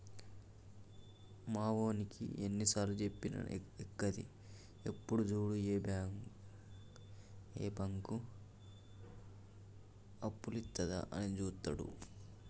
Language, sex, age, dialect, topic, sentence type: Telugu, male, 18-24, Telangana, banking, statement